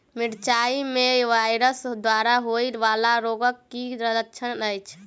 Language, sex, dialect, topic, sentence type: Maithili, female, Southern/Standard, agriculture, question